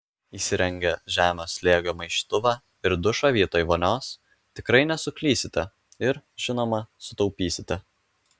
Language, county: Lithuanian, Alytus